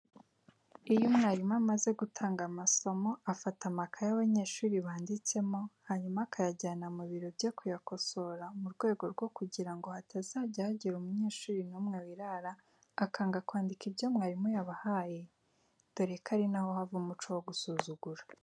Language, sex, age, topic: Kinyarwanda, female, 18-24, education